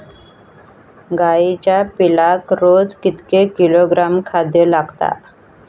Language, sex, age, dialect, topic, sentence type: Marathi, female, 18-24, Southern Konkan, agriculture, question